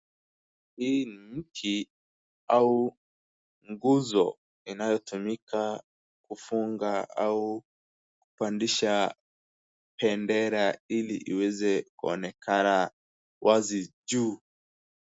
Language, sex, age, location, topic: Swahili, male, 18-24, Wajir, education